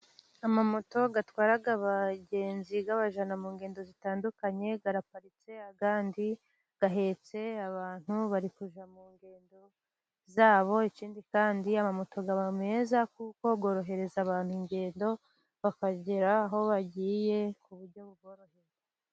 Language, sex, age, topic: Kinyarwanda, female, 25-35, government